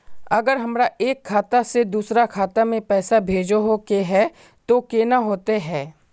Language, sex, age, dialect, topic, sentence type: Magahi, male, 18-24, Northeastern/Surjapuri, banking, question